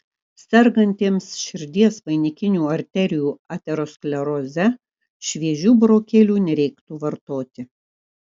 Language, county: Lithuanian, Kaunas